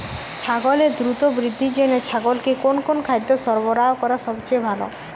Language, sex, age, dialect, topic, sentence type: Bengali, female, 25-30, Jharkhandi, agriculture, question